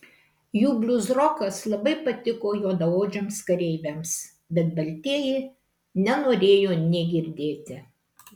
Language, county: Lithuanian, Kaunas